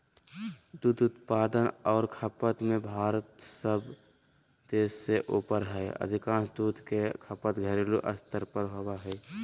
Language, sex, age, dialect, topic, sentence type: Magahi, male, 18-24, Southern, agriculture, statement